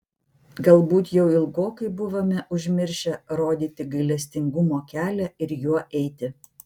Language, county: Lithuanian, Vilnius